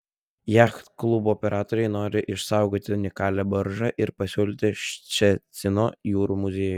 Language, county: Lithuanian, Telšiai